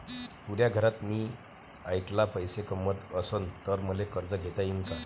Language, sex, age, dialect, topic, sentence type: Marathi, male, 36-40, Varhadi, banking, question